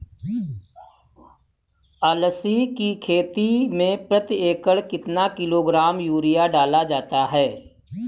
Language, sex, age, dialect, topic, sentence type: Hindi, female, 18-24, Awadhi Bundeli, agriculture, question